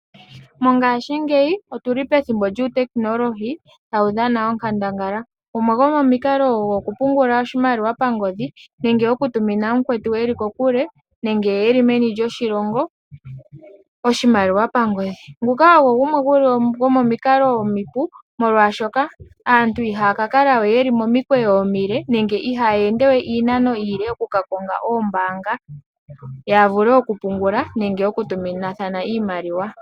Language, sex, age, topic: Oshiwambo, female, 18-24, finance